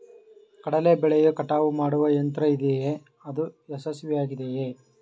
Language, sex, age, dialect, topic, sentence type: Kannada, male, 41-45, Mysore Kannada, agriculture, question